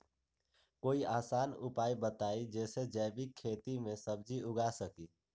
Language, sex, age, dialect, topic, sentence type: Magahi, male, 18-24, Western, agriculture, question